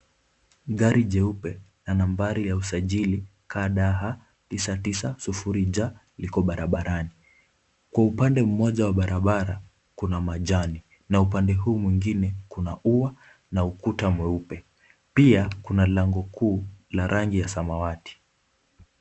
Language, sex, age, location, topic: Swahili, male, 18-24, Kisumu, finance